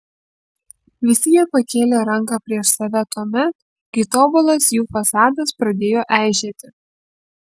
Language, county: Lithuanian, Kaunas